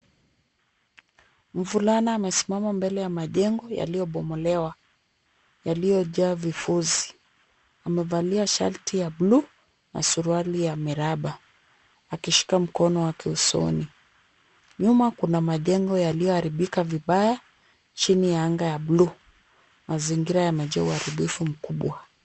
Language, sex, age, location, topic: Swahili, female, 36-49, Kisumu, health